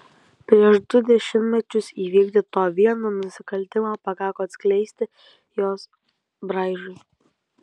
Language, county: Lithuanian, Kaunas